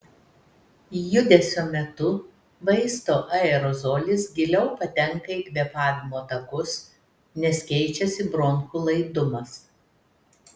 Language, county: Lithuanian, Telšiai